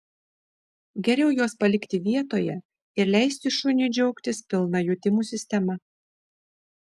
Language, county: Lithuanian, Šiauliai